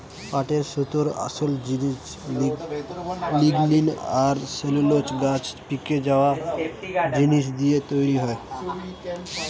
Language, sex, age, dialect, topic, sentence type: Bengali, male, 18-24, Western, agriculture, statement